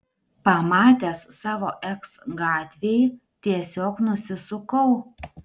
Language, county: Lithuanian, Klaipėda